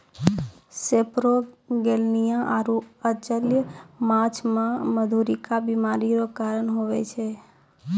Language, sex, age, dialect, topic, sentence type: Maithili, female, 18-24, Angika, agriculture, statement